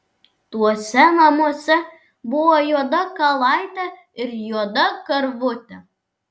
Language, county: Lithuanian, Vilnius